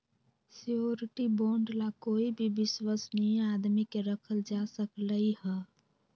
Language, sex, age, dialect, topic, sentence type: Magahi, female, 18-24, Western, banking, statement